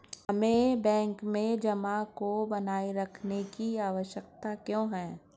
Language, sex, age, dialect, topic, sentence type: Hindi, male, 46-50, Hindustani Malvi Khadi Boli, banking, question